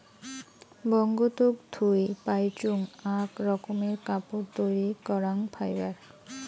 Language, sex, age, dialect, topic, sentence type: Bengali, female, 25-30, Rajbangshi, agriculture, statement